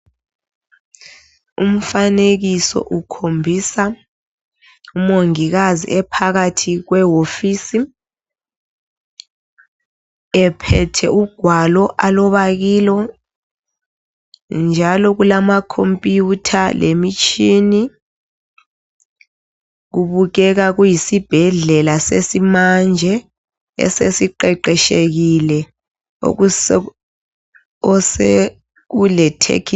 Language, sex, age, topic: North Ndebele, female, 25-35, education